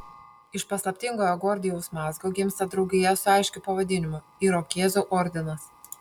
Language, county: Lithuanian, Panevėžys